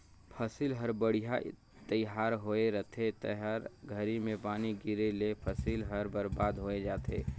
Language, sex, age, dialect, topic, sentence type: Chhattisgarhi, male, 25-30, Northern/Bhandar, agriculture, statement